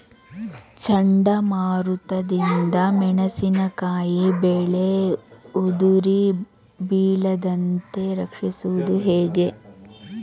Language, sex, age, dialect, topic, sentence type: Kannada, female, 36-40, Mysore Kannada, agriculture, question